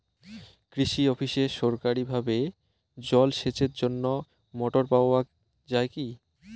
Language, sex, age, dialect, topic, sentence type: Bengali, male, 18-24, Rajbangshi, agriculture, question